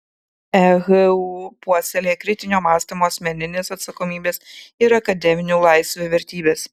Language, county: Lithuanian, Kaunas